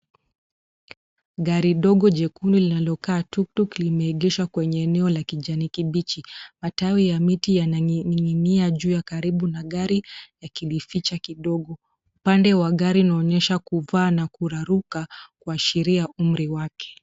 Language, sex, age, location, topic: Swahili, female, 25-35, Nairobi, finance